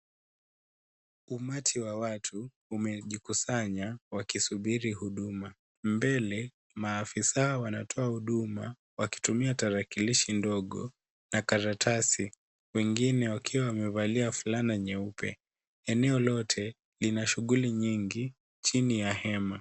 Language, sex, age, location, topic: Swahili, male, 18-24, Kisii, government